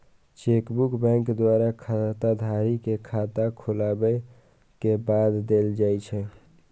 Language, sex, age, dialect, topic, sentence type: Maithili, male, 18-24, Eastern / Thethi, banking, statement